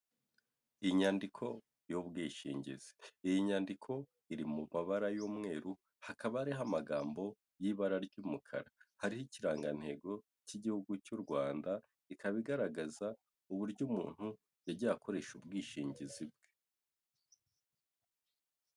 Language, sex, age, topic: Kinyarwanda, male, 18-24, finance